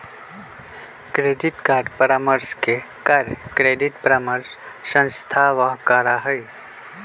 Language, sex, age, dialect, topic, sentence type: Magahi, male, 25-30, Western, banking, statement